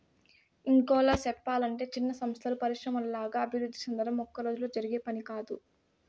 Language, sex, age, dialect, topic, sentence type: Telugu, female, 18-24, Southern, banking, statement